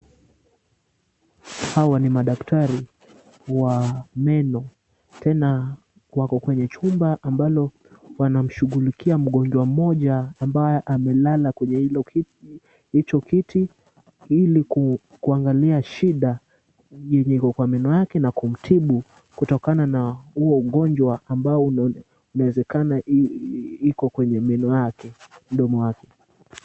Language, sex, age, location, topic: Swahili, male, 18-24, Kisumu, health